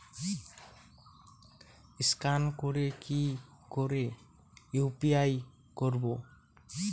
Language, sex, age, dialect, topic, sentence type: Bengali, male, 18-24, Rajbangshi, banking, question